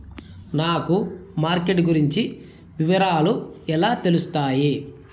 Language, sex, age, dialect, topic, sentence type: Telugu, male, 31-35, Southern, agriculture, question